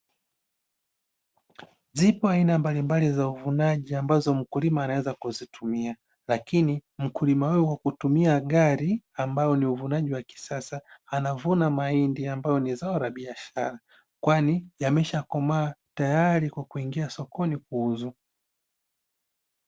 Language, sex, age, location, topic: Swahili, male, 25-35, Dar es Salaam, agriculture